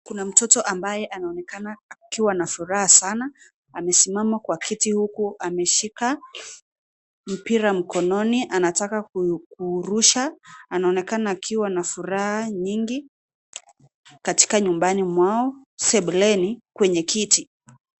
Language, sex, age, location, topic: Swahili, female, 18-24, Nairobi, education